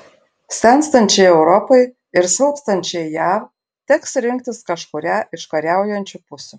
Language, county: Lithuanian, Šiauliai